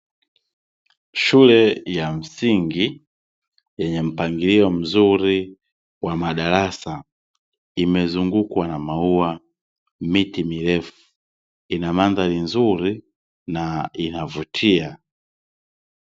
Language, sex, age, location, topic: Swahili, male, 25-35, Dar es Salaam, education